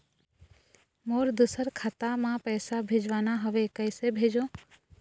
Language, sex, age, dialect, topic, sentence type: Chhattisgarhi, female, 25-30, Eastern, banking, question